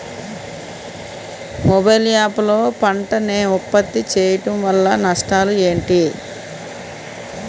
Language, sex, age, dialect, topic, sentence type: Telugu, female, 36-40, Utterandhra, agriculture, question